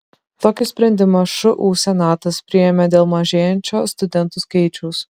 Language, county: Lithuanian, Šiauliai